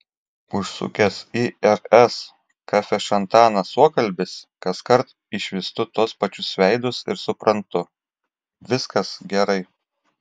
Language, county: Lithuanian, Klaipėda